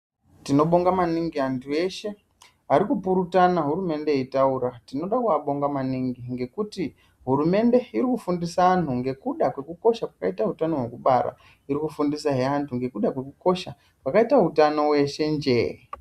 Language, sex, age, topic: Ndau, female, 18-24, health